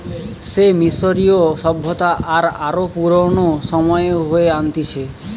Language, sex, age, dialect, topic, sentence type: Bengali, male, 18-24, Western, agriculture, statement